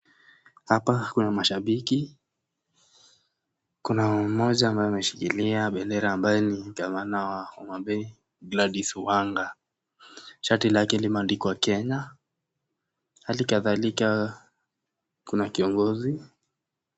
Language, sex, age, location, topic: Swahili, male, 18-24, Nakuru, government